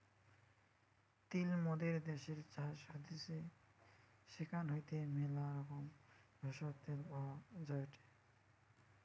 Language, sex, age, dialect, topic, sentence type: Bengali, male, 18-24, Western, agriculture, statement